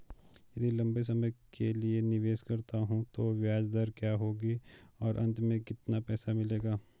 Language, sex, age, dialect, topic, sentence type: Hindi, male, 25-30, Garhwali, banking, question